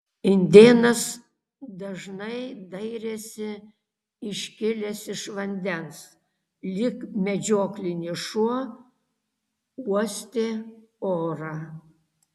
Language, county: Lithuanian, Kaunas